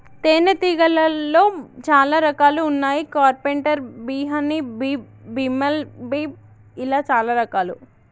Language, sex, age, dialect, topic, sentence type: Telugu, male, 56-60, Telangana, agriculture, statement